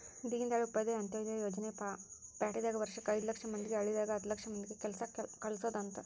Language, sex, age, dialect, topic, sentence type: Kannada, male, 60-100, Central, banking, statement